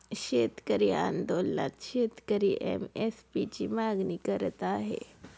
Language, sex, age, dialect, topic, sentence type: Marathi, female, 25-30, Northern Konkan, agriculture, statement